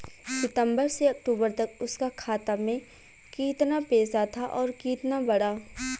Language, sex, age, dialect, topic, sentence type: Bhojpuri, female, 18-24, Western, banking, question